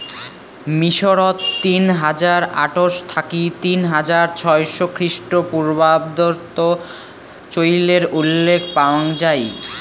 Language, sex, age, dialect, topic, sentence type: Bengali, male, 18-24, Rajbangshi, agriculture, statement